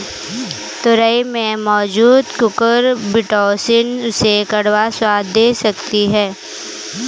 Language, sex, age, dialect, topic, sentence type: Hindi, female, 18-24, Kanauji Braj Bhasha, agriculture, statement